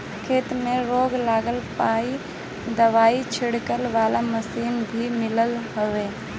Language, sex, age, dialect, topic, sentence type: Bhojpuri, female, 18-24, Northern, agriculture, statement